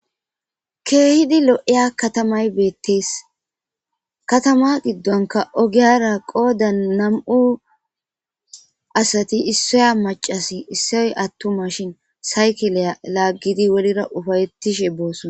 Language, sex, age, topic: Gamo, female, 25-35, government